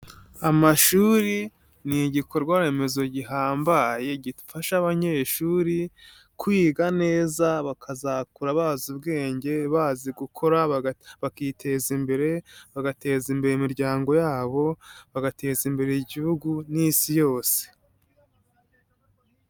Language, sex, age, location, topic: Kinyarwanda, male, 18-24, Nyagatare, education